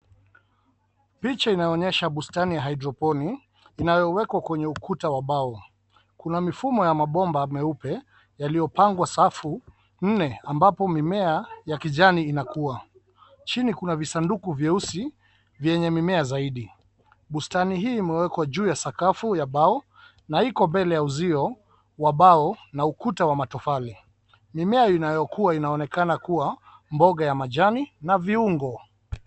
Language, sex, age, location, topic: Swahili, male, 36-49, Nairobi, agriculture